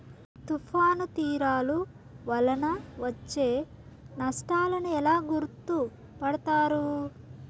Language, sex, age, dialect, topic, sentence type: Telugu, male, 36-40, Southern, agriculture, question